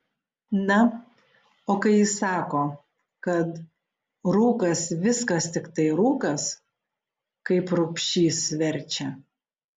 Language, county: Lithuanian, Panevėžys